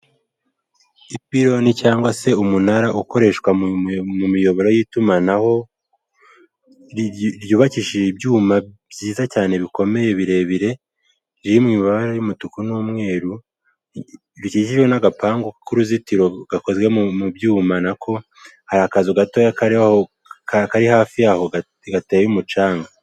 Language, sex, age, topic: Kinyarwanda, male, 18-24, government